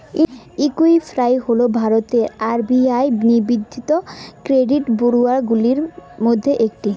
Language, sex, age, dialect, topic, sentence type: Bengali, female, 18-24, Rajbangshi, banking, question